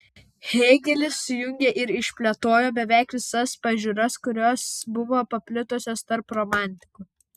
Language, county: Lithuanian, Vilnius